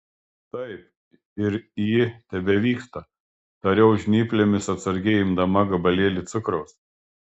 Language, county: Lithuanian, Klaipėda